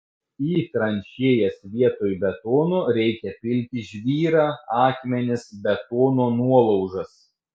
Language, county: Lithuanian, Tauragė